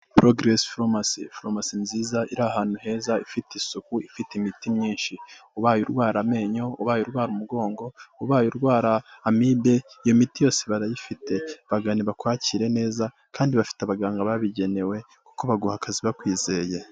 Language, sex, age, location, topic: Kinyarwanda, male, 25-35, Kigali, health